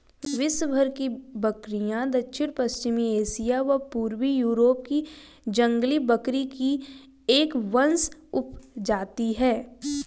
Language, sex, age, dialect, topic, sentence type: Hindi, female, 25-30, Hindustani Malvi Khadi Boli, agriculture, statement